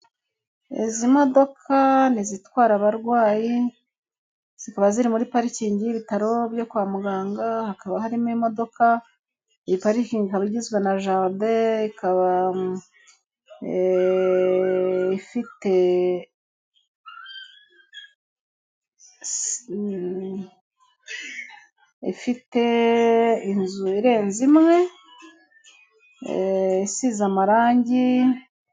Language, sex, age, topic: Kinyarwanda, female, 18-24, government